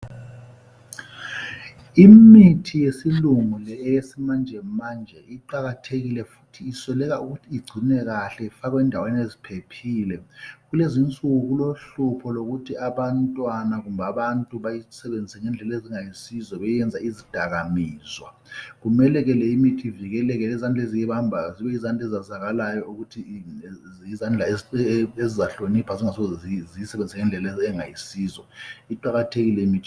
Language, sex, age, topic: North Ndebele, male, 50+, health